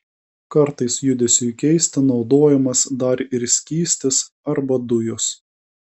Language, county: Lithuanian, Kaunas